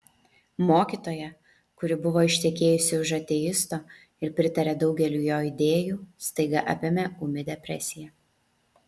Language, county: Lithuanian, Vilnius